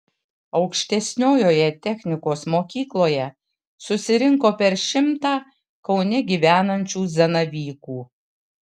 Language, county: Lithuanian, Kaunas